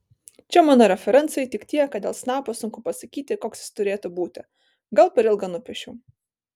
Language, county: Lithuanian, Vilnius